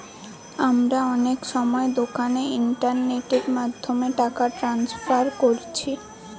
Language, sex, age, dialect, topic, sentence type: Bengali, female, 18-24, Western, banking, statement